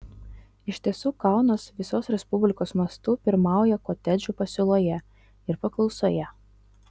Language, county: Lithuanian, Utena